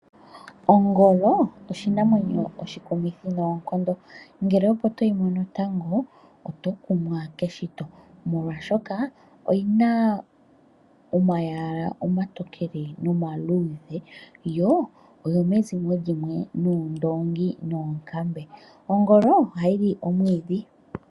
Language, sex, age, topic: Oshiwambo, female, 25-35, agriculture